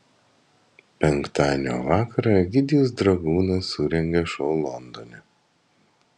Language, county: Lithuanian, Vilnius